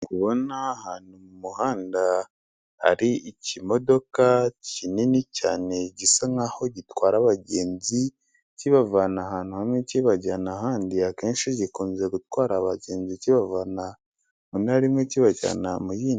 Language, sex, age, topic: Kinyarwanda, male, 25-35, government